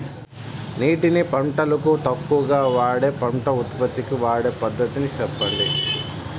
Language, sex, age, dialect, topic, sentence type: Telugu, male, 31-35, Southern, agriculture, question